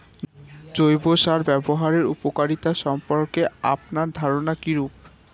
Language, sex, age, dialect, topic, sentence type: Bengali, male, 18-24, Standard Colloquial, agriculture, question